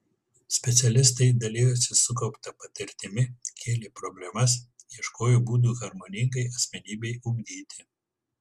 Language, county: Lithuanian, Kaunas